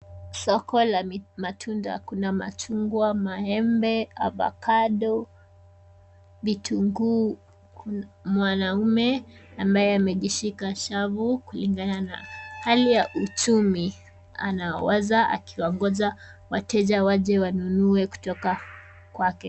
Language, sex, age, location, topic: Swahili, female, 18-24, Kisumu, finance